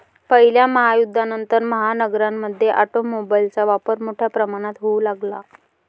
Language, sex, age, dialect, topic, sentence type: Marathi, female, 25-30, Varhadi, banking, statement